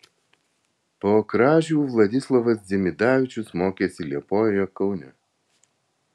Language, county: Lithuanian, Vilnius